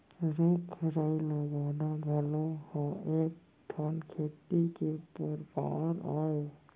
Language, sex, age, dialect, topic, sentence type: Chhattisgarhi, male, 46-50, Central, agriculture, statement